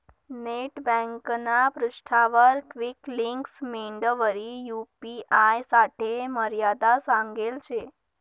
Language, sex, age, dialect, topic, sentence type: Marathi, male, 31-35, Northern Konkan, banking, statement